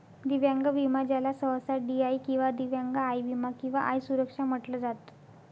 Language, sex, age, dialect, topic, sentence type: Marathi, female, 51-55, Northern Konkan, banking, statement